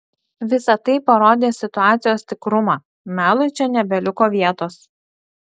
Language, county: Lithuanian, Klaipėda